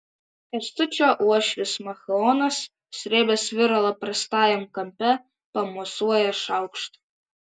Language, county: Lithuanian, Vilnius